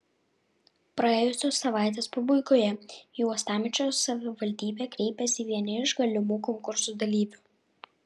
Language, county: Lithuanian, Vilnius